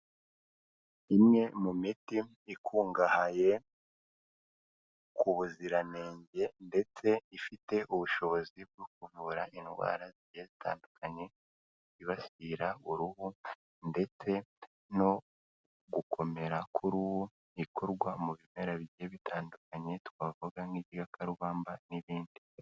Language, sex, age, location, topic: Kinyarwanda, female, 25-35, Kigali, health